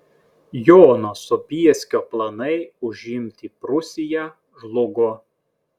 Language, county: Lithuanian, Klaipėda